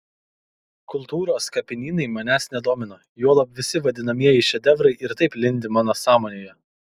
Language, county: Lithuanian, Kaunas